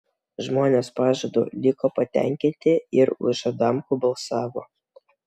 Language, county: Lithuanian, Vilnius